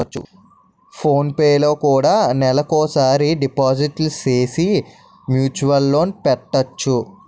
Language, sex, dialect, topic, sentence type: Telugu, male, Utterandhra, banking, statement